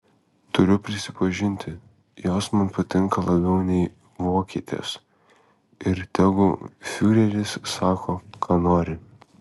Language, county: Lithuanian, Kaunas